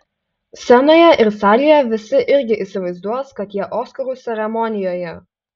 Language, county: Lithuanian, Utena